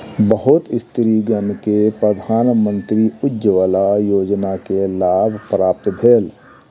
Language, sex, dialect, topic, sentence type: Maithili, male, Southern/Standard, agriculture, statement